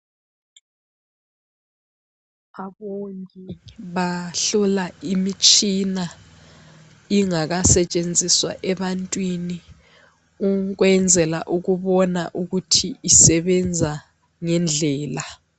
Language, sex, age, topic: North Ndebele, female, 25-35, health